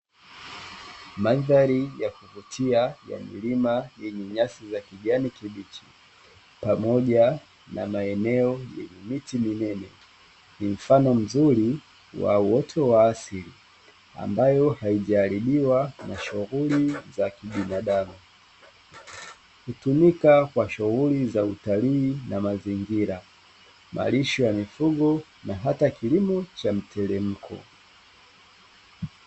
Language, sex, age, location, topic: Swahili, male, 25-35, Dar es Salaam, agriculture